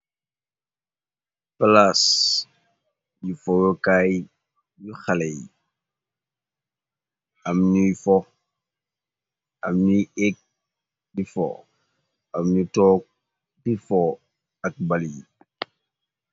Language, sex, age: Wolof, male, 25-35